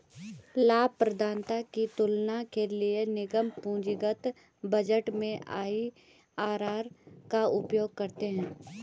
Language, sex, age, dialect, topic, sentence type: Hindi, female, 25-30, Garhwali, banking, statement